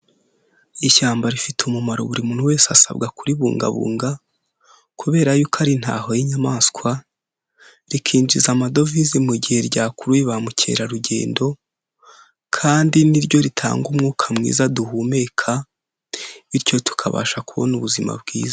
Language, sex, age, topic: Kinyarwanda, male, 18-24, health